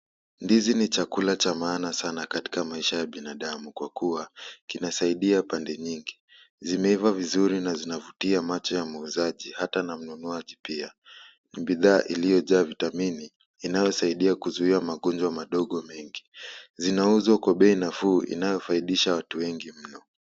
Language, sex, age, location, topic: Swahili, male, 18-24, Kisumu, finance